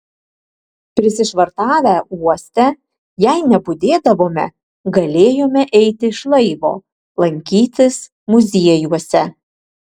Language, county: Lithuanian, Vilnius